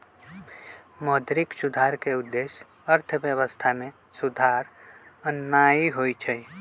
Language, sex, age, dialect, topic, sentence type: Magahi, male, 25-30, Western, banking, statement